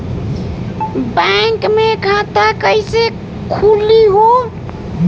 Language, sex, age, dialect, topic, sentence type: Bhojpuri, female, 18-24, Western, banking, question